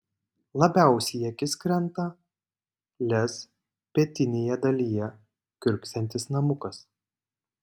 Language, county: Lithuanian, Panevėžys